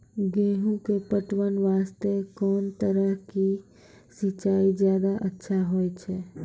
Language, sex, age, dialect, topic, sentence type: Maithili, female, 18-24, Angika, agriculture, question